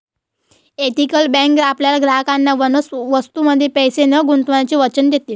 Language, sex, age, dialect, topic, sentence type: Marathi, female, 18-24, Varhadi, banking, statement